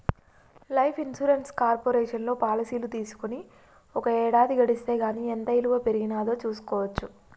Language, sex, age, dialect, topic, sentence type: Telugu, female, 25-30, Telangana, banking, statement